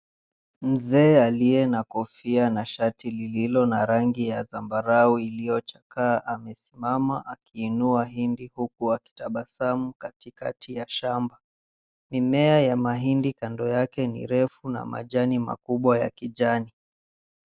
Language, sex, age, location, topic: Swahili, male, 18-24, Mombasa, agriculture